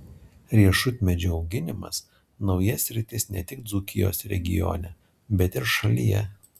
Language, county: Lithuanian, Alytus